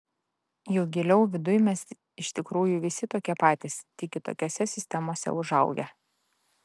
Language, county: Lithuanian, Klaipėda